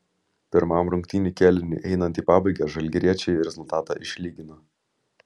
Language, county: Lithuanian, Vilnius